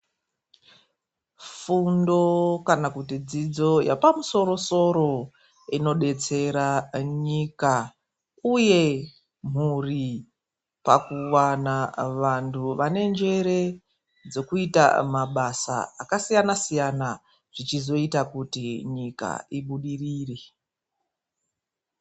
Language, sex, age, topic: Ndau, female, 36-49, education